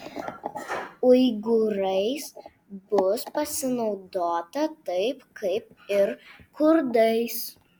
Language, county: Lithuanian, Vilnius